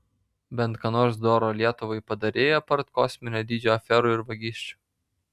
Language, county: Lithuanian, Vilnius